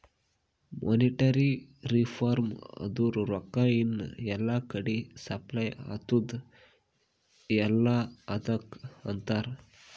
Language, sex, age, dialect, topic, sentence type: Kannada, male, 41-45, Northeastern, banking, statement